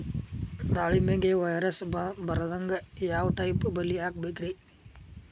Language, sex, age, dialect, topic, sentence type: Kannada, male, 46-50, Dharwad Kannada, agriculture, question